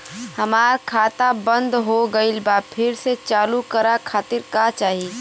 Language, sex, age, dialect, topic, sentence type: Bhojpuri, female, 18-24, Western, banking, question